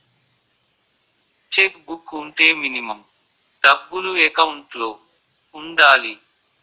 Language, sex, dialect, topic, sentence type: Telugu, male, Utterandhra, banking, question